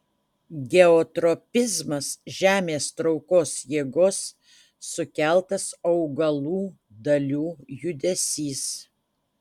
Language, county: Lithuanian, Utena